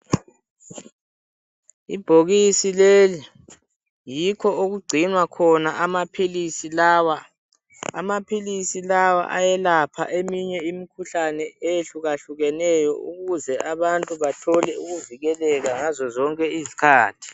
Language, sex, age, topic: North Ndebele, male, 18-24, health